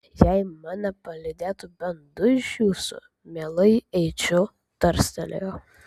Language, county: Lithuanian, Vilnius